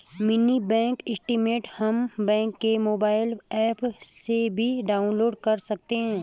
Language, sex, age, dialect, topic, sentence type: Hindi, female, 36-40, Garhwali, banking, statement